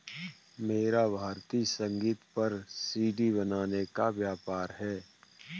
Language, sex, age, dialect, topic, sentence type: Hindi, male, 41-45, Kanauji Braj Bhasha, banking, statement